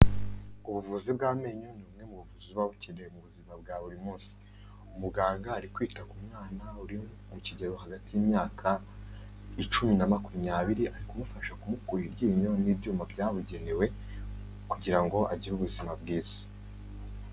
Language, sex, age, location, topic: Kinyarwanda, male, 25-35, Kigali, health